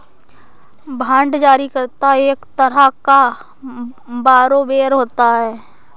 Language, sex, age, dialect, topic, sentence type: Hindi, female, 25-30, Awadhi Bundeli, banking, statement